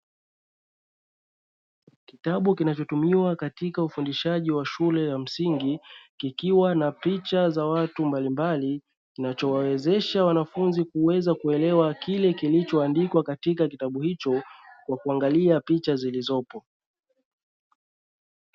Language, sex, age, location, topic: Swahili, male, 25-35, Dar es Salaam, education